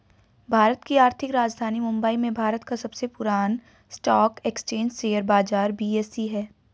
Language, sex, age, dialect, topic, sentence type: Hindi, female, 18-24, Hindustani Malvi Khadi Boli, banking, statement